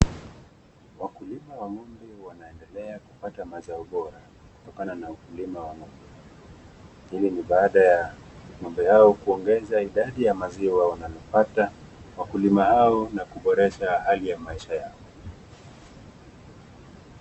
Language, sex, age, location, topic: Swahili, male, 25-35, Nakuru, agriculture